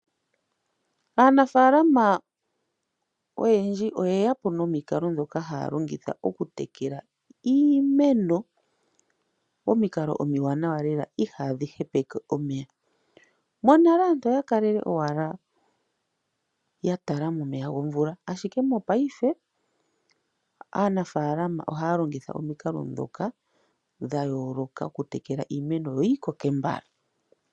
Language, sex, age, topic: Oshiwambo, female, 25-35, agriculture